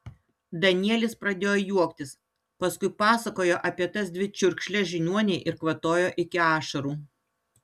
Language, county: Lithuanian, Utena